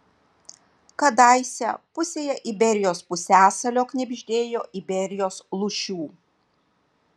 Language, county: Lithuanian, Vilnius